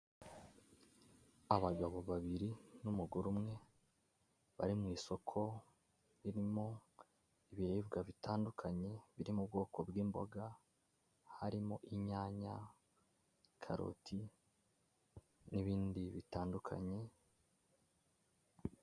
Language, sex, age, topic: Kinyarwanda, male, 18-24, finance